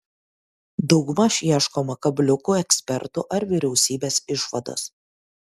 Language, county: Lithuanian, Kaunas